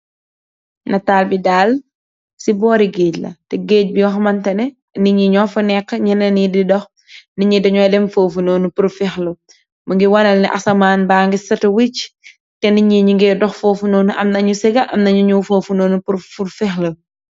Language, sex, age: Wolof, female, 18-24